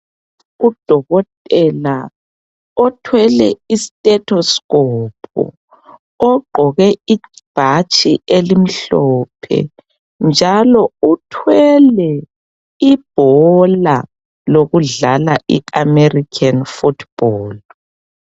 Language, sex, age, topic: North Ndebele, male, 36-49, health